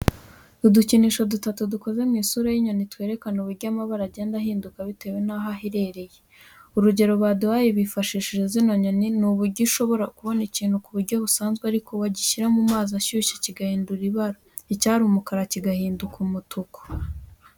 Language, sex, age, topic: Kinyarwanda, female, 18-24, education